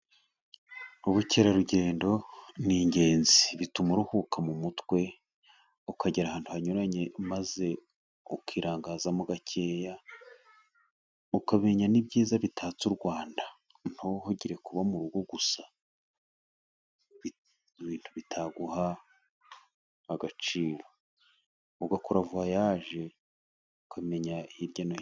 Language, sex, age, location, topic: Kinyarwanda, male, 36-49, Musanze, finance